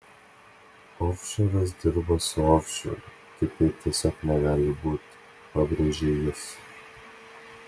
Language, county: Lithuanian, Klaipėda